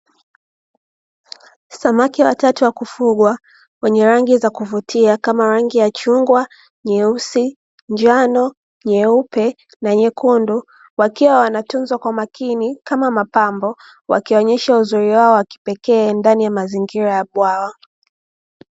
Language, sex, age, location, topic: Swahili, female, 25-35, Dar es Salaam, agriculture